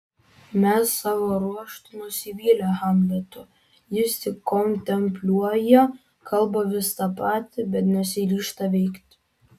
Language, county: Lithuanian, Vilnius